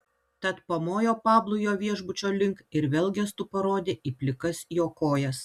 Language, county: Lithuanian, Utena